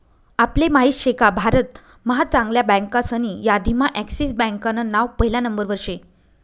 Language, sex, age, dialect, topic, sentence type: Marathi, female, 36-40, Northern Konkan, banking, statement